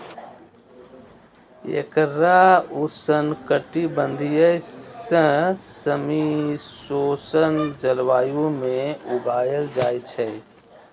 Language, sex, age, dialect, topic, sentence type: Maithili, male, 18-24, Eastern / Thethi, agriculture, statement